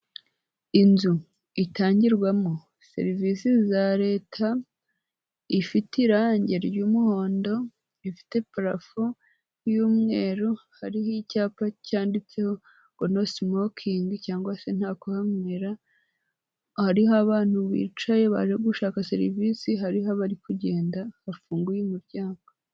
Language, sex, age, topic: Kinyarwanda, female, 18-24, government